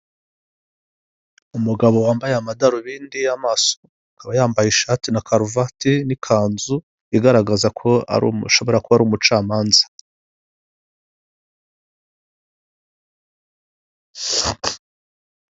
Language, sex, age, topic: Kinyarwanda, male, 50+, government